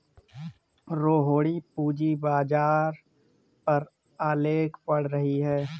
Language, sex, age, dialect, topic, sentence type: Hindi, male, 18-24, Marwari Dhudhari, banking, statement